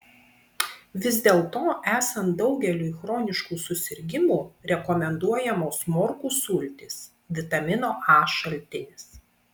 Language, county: Lithuanian, Vilnius